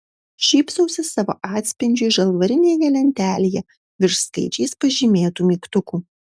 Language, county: Lithuanian, Marijampolė